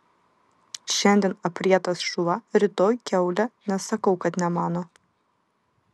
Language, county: Lithuanian, Vilnius